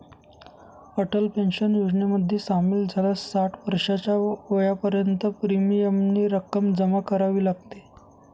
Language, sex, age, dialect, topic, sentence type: Marathi, male, 25-30, Northern Konkan, banking, statement